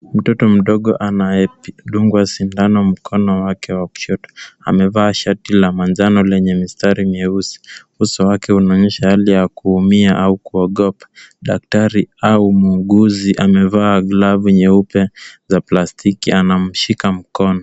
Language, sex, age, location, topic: Swahili, male, 18-24, Kisumu, health